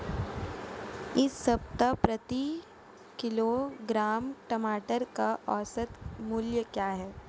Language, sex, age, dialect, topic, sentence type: Hindi, female, 18-24, Marwari Dhudhari, agriculture, question